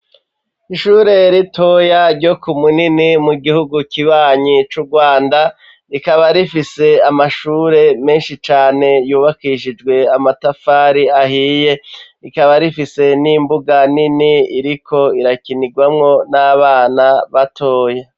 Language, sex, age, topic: Rundi, male, 36-49, education